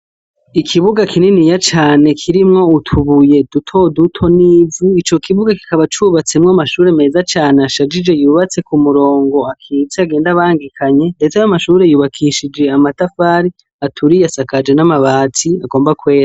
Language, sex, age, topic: Rundi, male, 18-24, education